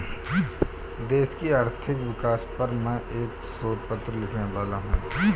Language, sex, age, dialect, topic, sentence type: Hindi, male, 31-35, Kanauji Braj Bhasha, banking, statement